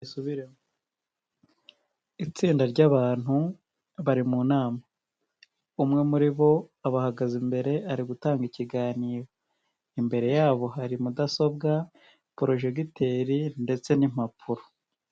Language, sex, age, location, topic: Kinyarwanda, male, 18-24, Nyagatare, finance